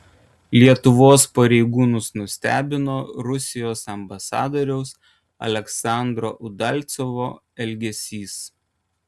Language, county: Lithuanian, Kaunas